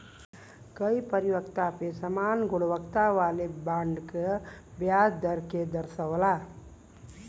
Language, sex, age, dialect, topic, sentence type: Bhojpuri, female, 41-45, Western, banking, statement